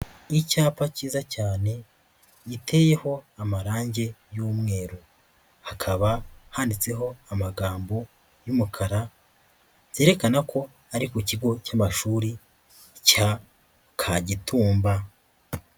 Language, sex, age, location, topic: Kinyarwanda, female, 50+, Nyagatare, education